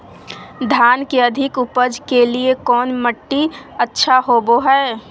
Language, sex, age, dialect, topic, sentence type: Magahi, female, 25-30, Southern, agriculture, question